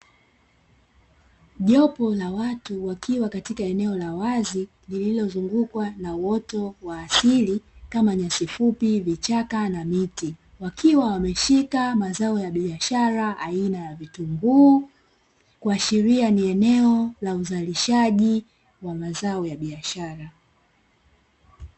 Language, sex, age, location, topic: Swahili, female, 18-24, Dar es Salaam, agriculture